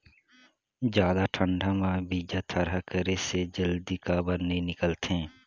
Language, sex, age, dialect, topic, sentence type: Chhattisgarhi, male, 18-24, Northern/Bhandar, agriculture, question